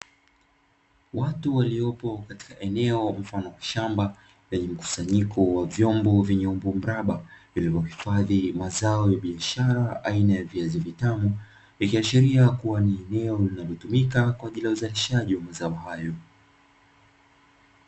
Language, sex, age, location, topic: Swahili, male, 25-35, Dar es Salaam, agriculture